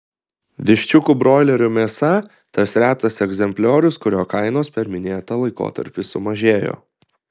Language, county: Lithuanian, Klaipėda